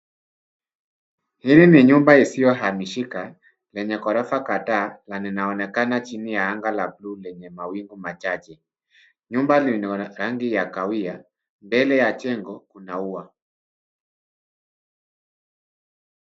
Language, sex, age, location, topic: Swahili, male, 50+, Nairobi, finance